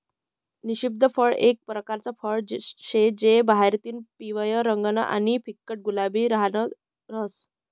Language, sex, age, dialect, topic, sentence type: Marathi, male, 60-100, Northern Konkan, agriculture, statement